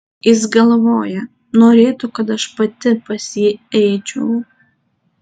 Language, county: Lithuanian, Tauragė